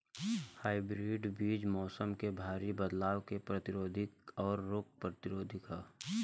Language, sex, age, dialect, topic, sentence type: Bhojpuri, male, 18-24, Southern / Standard, agriculture, statement